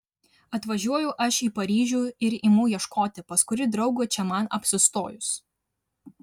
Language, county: Lithuanian, Vilnius